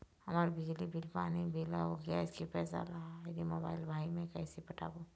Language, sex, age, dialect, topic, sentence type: Chhattisgarhi, female, 46-50, Eastern, banking, question